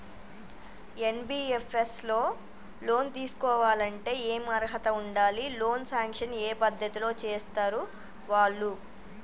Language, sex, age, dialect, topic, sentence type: Telugu, female, 25-30, Telangana, banking, question